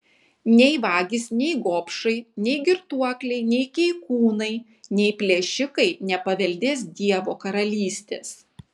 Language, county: Lithuanian, Kaunas